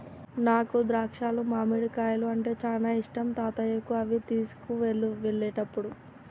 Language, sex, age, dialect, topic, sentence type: Telugu, male, 31-35, Telangana, agriculture, statement